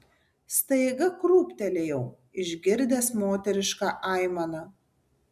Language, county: Lithuanian, Tauragė